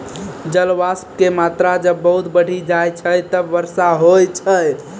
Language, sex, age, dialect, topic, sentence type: Maithili, male, 18-24, Angika, agriculture, statement